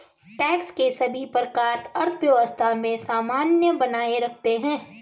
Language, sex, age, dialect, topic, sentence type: Hindi, female, 25-30, Garhwali, banking, statement